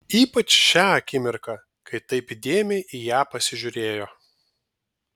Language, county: Lithuanian, Vilnius